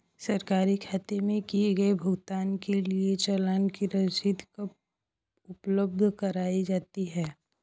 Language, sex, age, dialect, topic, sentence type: Hindi, male, 18-24, Hindustani Malvi Khadi Boli, banking, question